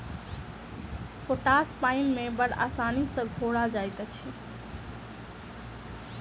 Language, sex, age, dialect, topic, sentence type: Maithili, female, 25-30, Southern/Standard, agriculture, statement